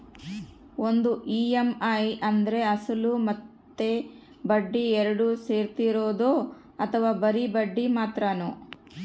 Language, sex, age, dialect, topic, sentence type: Kannada, female, 36-40, Central, banking, question